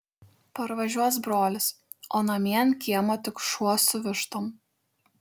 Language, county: Lithuanian, Šiauliai